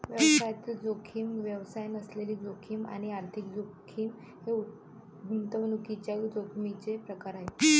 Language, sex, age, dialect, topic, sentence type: Marathi, male, 25-30, Varhadi, banking, statement